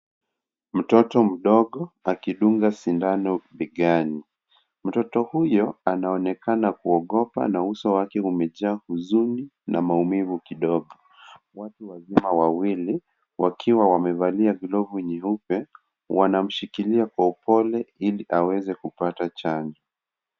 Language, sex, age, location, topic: Swahili, male, 25-35, Kisii, health